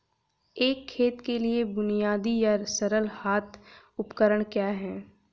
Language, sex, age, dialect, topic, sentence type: Hindi, female, 18-24, Hindustani Malvi Khadi Boli, agriculture, question